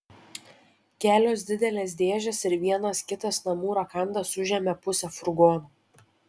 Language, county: Lithuanian, Šiauliai